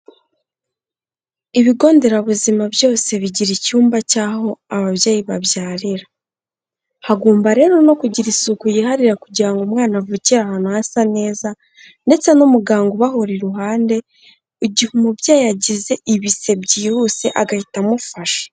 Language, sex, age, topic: Kinyarwanda, female, 18-24, health